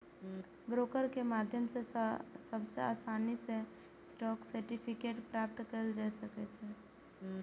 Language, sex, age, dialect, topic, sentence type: Maithili, female, 18-24, Eastern / Thethi, banking, statement